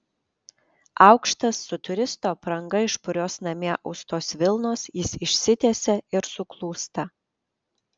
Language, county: Lithuanian, Panevėžys